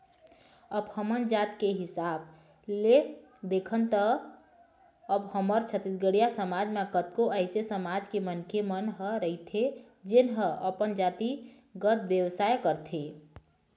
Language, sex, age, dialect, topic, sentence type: Chhattisgarhi, female, 25-30, Eastern, banking, statement